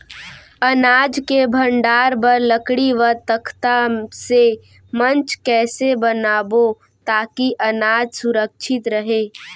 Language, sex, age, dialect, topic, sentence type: Chhattisgarhi, female, 18-24, Central, agriculture, question